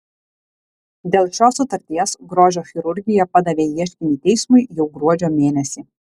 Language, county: Lithuanian, Alytus